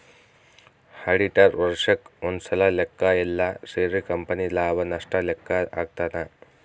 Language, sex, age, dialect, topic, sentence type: Kannada, female, 36-40, Central, banking, statement